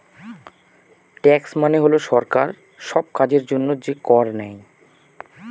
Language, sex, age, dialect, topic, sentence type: Bengali, male, 25-30, Northern/Varendri, banking, statement